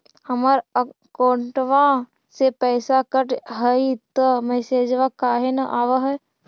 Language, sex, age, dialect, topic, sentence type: Magahi, female, 25-30, Central/Standard, banking, question